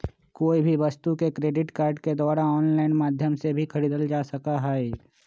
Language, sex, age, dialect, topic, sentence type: Magahi, male, 25-30, Western, banking, statement